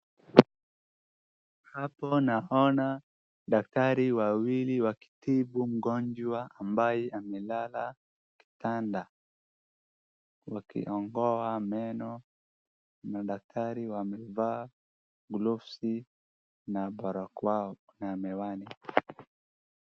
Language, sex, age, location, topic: Swahili, male, 18-24, Wajir, health